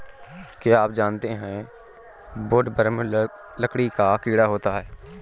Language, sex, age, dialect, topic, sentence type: Hindi, male, 31-35, Awadhi Bundeli, agriculture, statement